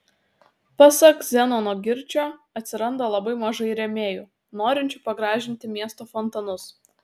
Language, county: Lithuanian, Utena